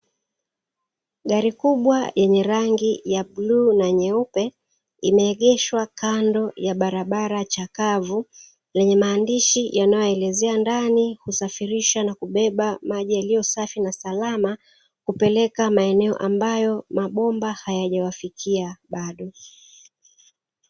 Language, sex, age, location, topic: Swahili, female, 36-49, Dar es Salaam, government